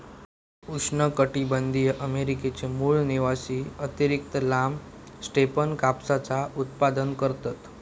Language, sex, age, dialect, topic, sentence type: Marathi, male, 46-50, Southern Konkan, agriculture, statement